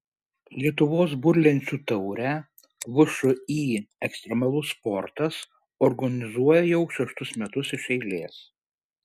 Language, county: Lithuanian, Šiauliai